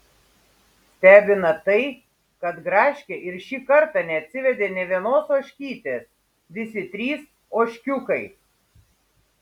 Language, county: Lithuanian, Šiauliai